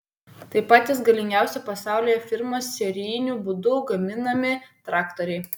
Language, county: Lithuanian, Vilnius